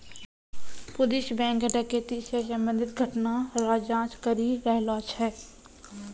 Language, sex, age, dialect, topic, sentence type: Maithili, female, 18-24, Angika, banking, statement